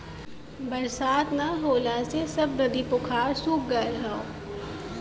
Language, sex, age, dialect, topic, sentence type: Bhojpuri, female, 18-24, Western, agriculture, statement